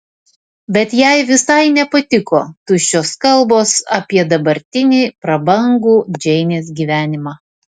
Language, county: Lithuanian, Vilnius